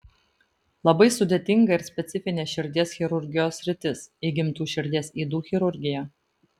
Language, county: Lithuanian, Vilnius